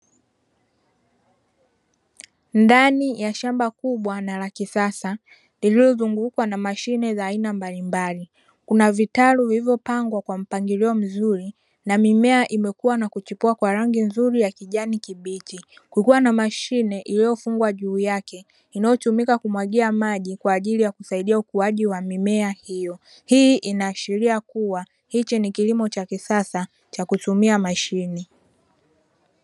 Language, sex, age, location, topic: Swahili, male, 25-35, Dar es Salaam, agriculture